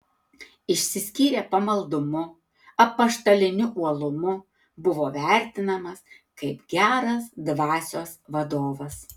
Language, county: Lithuanian, Tauragė